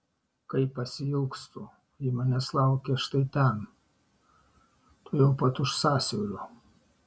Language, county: Lithuanian, Šiauliai